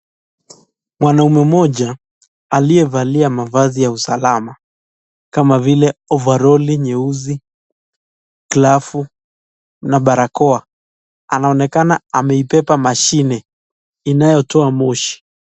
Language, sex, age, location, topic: Swahili, male, 25-35, Nakuru, health